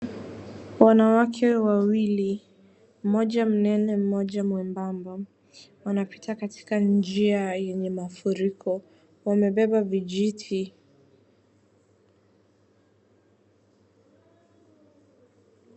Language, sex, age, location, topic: Swahili, female, 18-24, Wajir, health